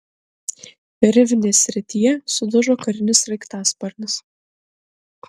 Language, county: Lithuanian, Kaunas